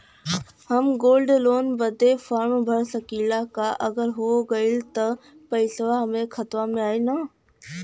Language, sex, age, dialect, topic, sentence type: Bhojpuri, female, 60-100, Western, banking, question